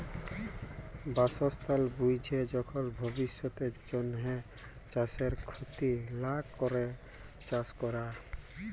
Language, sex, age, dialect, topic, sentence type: Bengali, male, 18-24, Jharkhandi, agriculture, statement